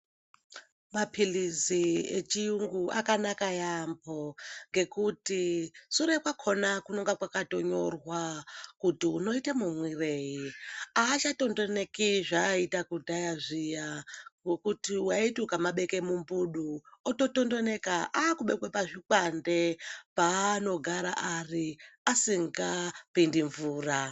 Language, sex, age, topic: Ndau, male, 36-49, health